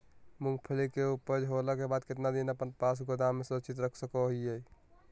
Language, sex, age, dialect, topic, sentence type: Magahi, male, 18-24, Southern, agriculture, question